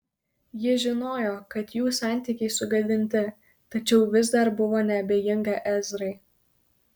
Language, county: Lithuanian, Kaunas